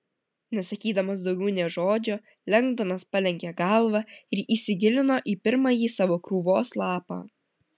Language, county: Lithuanian, Vilnius